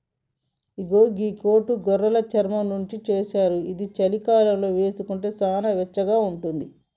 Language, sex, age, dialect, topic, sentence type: Telugu, female, 46-50, Telangana, agriculture, statement